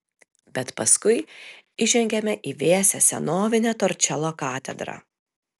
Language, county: Lithuanian, Telšiai